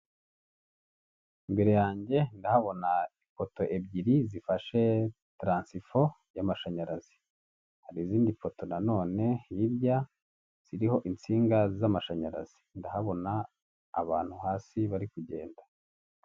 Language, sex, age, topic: Kinyarwanda, male, 50+, government